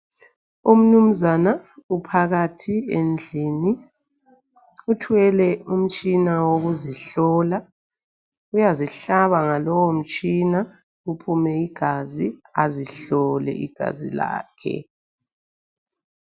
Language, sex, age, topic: North Ndebele, female, 36-49, health